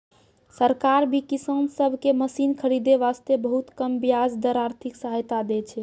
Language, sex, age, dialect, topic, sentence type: Maithili, female, 18-24, Angika, agriculture, statement